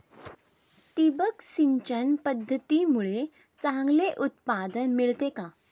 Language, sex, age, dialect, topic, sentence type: Marathi, female, 18-24, Standard Marathi, agriculture, question